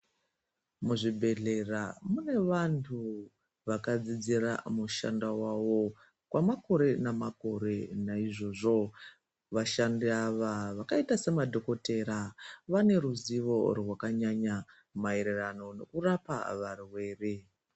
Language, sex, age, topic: Ndau, female, 25-35, health